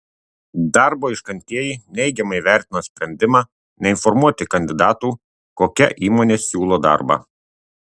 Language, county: Lithuanian, Tauragė